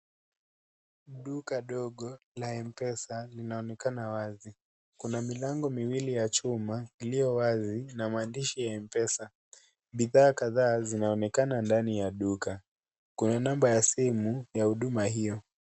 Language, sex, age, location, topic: Swahili, male, 18-24, Kisii, finance